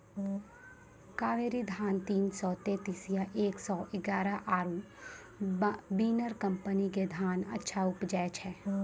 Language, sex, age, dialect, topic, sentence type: Maithili, female, 25-30, Angika, agriculture, question